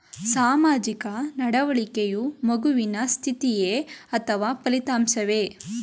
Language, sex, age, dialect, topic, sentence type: Kannada, female, 18-24, Mysore Kannada, banking, question